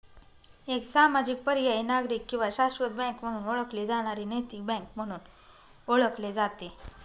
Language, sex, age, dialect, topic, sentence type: Marathi, female, 31-35, Northern Konkan, banking, statement